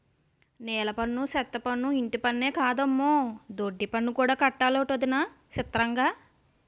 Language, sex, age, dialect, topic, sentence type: Telugu, female, 25-30, Utterandhra, banking, statement